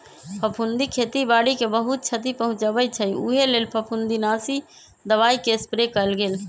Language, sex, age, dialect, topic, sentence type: Magahi, male, 25-30, Western, agriculture, statement